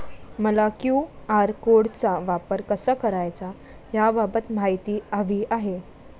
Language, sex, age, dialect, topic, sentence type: Marathi, female, 41-45, Standard Marathi, banking, question